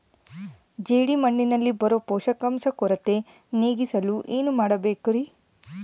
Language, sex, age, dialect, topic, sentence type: Kannada, female, 18-24, Central, agriculture, question